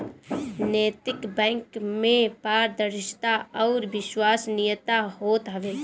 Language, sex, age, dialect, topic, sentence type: Bhojpuri, female, 18-24, Northern, banking, statement